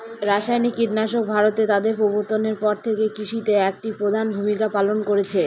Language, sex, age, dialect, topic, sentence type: Bengali, female, 18-24, Northern/Varendri, agriculture, statement